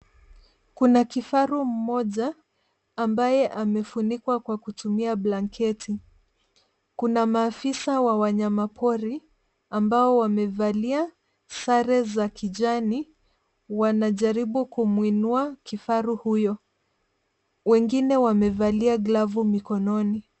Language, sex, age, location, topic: Swahili, female, 50+, Nairobi, government